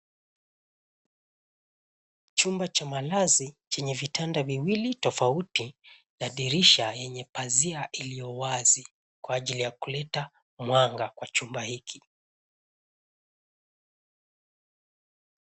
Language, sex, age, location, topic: Swahili, male, 25-35, Nairobi, education